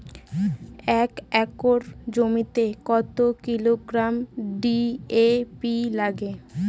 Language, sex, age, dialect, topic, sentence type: Bengali, female, 18-24, Northern/Varendri, agriculture, question